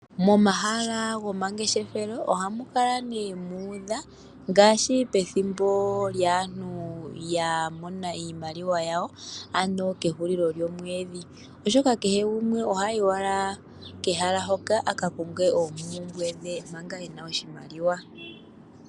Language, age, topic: Oshiwambo, 25-35, finance